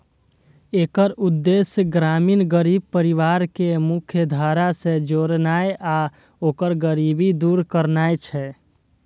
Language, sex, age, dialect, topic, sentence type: Maithili, male, 18-24, Eastern / Thethi, banking, statement